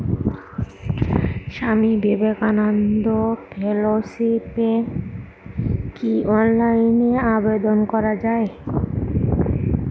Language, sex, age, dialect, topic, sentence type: Bengali, female, 18-24, Northern/Varendri, banking, question